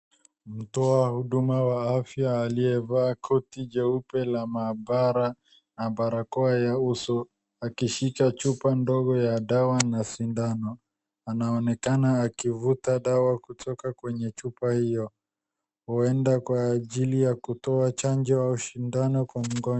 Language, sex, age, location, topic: Swahili, male, 50+, Wajir, health